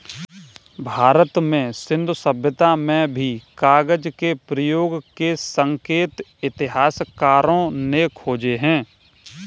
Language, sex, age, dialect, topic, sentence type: Hindi, male, 18-24, Kanauji Braj Bhasha, agriculture, statement